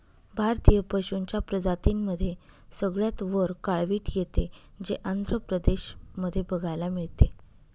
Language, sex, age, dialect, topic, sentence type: Marathi, female, 25-30, Northern Konkan, agriculture, statement